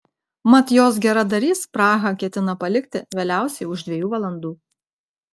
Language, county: Lithuanian, Klaipėda